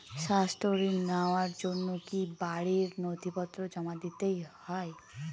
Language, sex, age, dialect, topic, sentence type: Bengali, female, 18-24, Northern/Varendri, banking, question